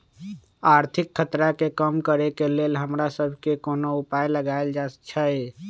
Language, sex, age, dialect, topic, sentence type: Magahi, male, 25-30, Western, banking, statement